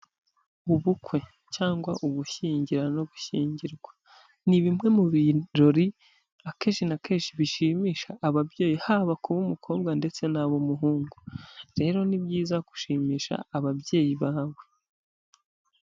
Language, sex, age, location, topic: Kinyarwanda, male, 25-35, Huye, health